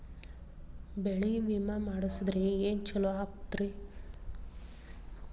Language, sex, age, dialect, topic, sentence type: Kannada, female, 36-40, Dharwad Kannada, agriculture, question